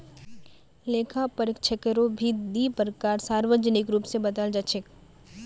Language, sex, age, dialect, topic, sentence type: Magahi, female, 18-24, Northeastern/Surjapuri, banking, statement